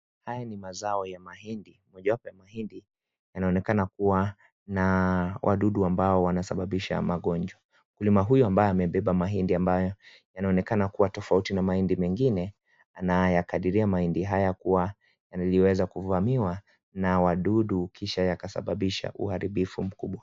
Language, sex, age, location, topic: Swahili, male, 25-35, Kisii, agriculture